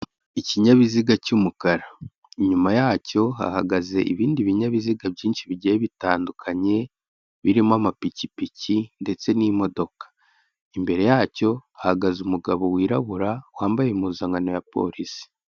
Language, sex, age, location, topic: Kinyarwanda, male, 18-24, Kigali, government